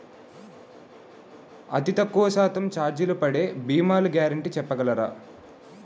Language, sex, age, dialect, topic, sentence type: Telugu, male, 18-24, Utterandhra, banking, question